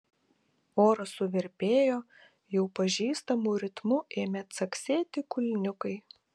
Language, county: Lithuanian, Kaunas